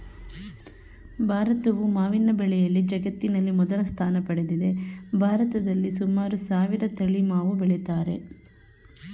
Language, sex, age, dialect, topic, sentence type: Kannada, female, 31-35, Mysore Kannada, agriculture, statement